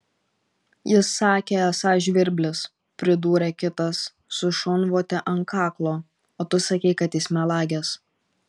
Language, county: Lithuanian, Šiauliai